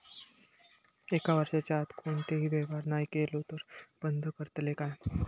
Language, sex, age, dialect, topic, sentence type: Marathi, male, 60-100, Southern Konkan, banking, question